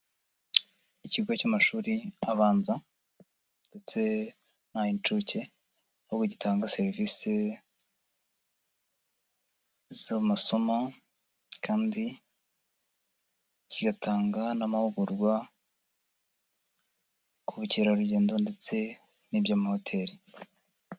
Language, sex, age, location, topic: Kinyarwanda, female, 50+, Nyagatare, education